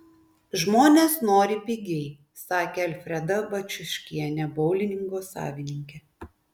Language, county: Lithuanian, Klaipėda